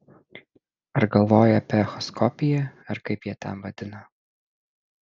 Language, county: Lithuanian, Šiauliai